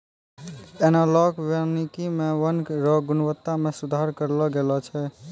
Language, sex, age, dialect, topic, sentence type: Maithili, male, 18-24, Angika, agriculture, statement